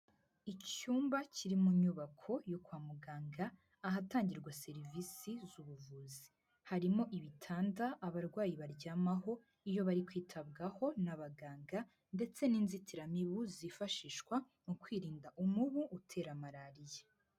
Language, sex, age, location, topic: Kinyarwanda, female, 18-24, Huye, health